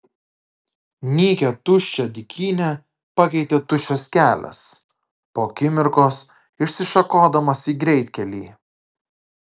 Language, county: Lithuanian, Klaipėda